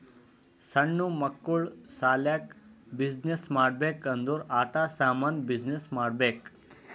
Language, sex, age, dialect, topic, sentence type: Kannada, male, 18-24, Northeastern, banking, statement